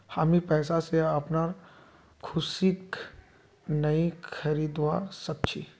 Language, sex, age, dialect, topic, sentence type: Magahi, male, 25-30, Northeastern/Surjapuri, banking, statement